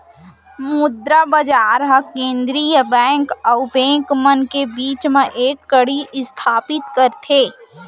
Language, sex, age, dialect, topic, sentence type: Chhattisgarhi, female, 18-24, Central, banking, statement